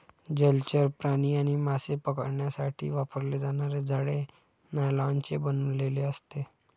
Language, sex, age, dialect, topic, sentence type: Marathi, male, 51-55, Standard Marathi, agriculture, statement